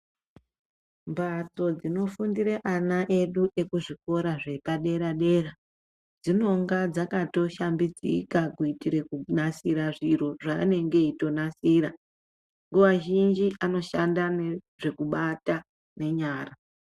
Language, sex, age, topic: Ndau, female, 25-35, education